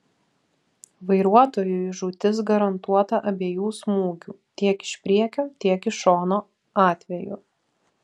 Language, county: Lithuanian, Vilnius